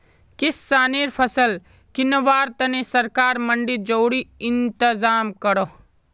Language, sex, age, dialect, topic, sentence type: Magahi, male, 41-45, Northeastern/Surjapuri, agriculture, statement